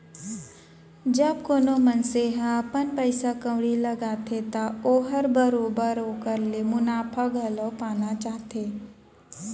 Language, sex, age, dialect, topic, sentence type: Chhattisgarhi, female, 25-30, Central, banking, statement